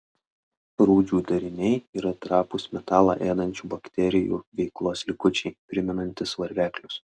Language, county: Lithuanian, Klaipėda